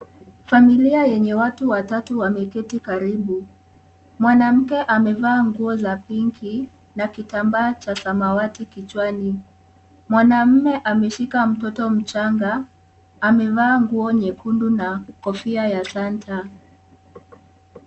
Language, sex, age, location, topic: Swahili, female, 18-24, Kisii, health